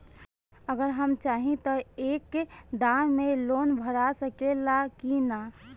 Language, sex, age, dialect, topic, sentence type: Bhojpuri, female, 18-24, Northern, banking, question